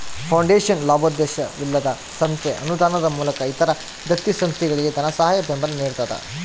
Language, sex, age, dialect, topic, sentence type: Kannada, female, 18-24, Central, banking, statement